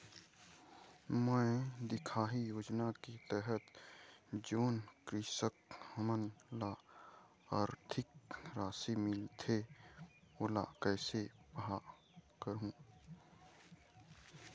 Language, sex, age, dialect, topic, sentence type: Chhattisgarhi, male, 51-55, Eastern, banking, question